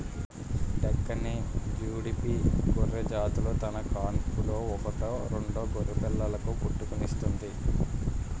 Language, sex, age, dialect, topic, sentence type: Telugu, male, 18-24, Utterandhra, agriculture, statement